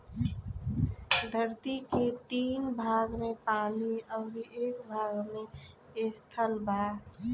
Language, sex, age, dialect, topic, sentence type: Bhojpuri, female, 25-30, Southern / Standard, agriculture, statement